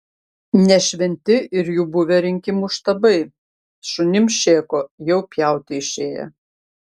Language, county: Lithuanian, Panevėžys